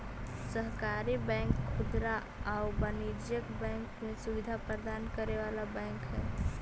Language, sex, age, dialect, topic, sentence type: Magahi, female, 18-24, Central/Standard, banking, statement